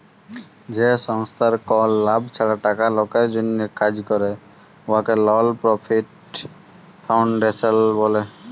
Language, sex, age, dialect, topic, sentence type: Bengali, male, 18-24, Jharkhandi, banking, statement